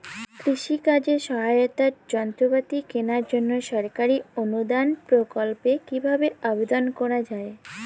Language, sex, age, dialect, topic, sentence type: Bengali, female, 18-24, Rajbangshi, agriculture, question